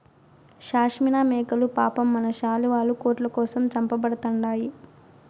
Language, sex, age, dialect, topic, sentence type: Telugu, female, 18-24, Southern, agriculture, statement